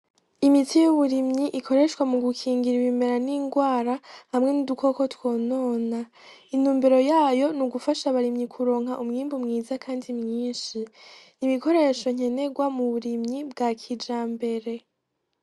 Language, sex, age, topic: Rundi, female, 18-24, agriculture